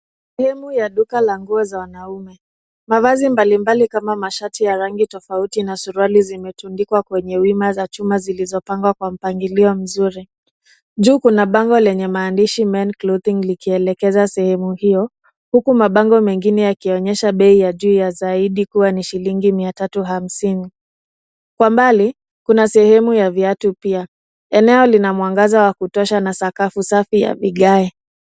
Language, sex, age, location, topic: Swahili, female, 25-35, Nairobi, finance